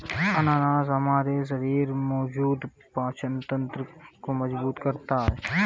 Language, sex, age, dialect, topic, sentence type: Hindi, male, 18-24, Awadhi Bundeli, agriculture, statement